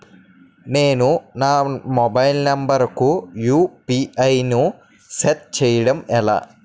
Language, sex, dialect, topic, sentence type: Telugu, male, Utterandhra, banking, question